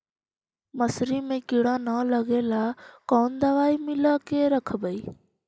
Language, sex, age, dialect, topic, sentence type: Magahi, female, 18-24, Central/Standard, agriculture, question